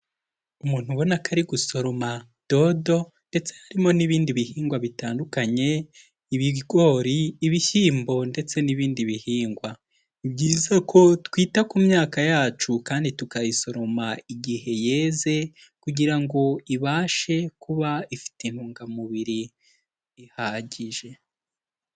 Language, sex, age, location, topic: Kinyarwanda, male, 18-24, Kigali, agriculture